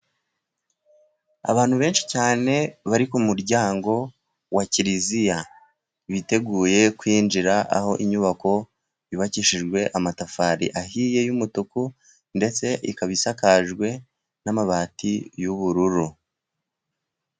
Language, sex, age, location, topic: Kinyarwanda, male, 36-49, Musanze, government